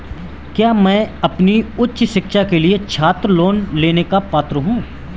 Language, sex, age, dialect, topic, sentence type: Hindi, male, 18-24, Marwari Dhudhari, banking, statement